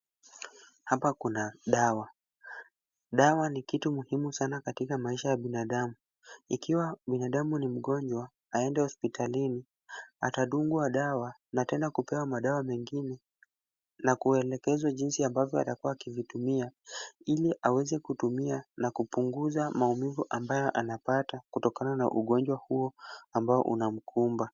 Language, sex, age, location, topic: Swahili, male, 18-24, Kisumu, health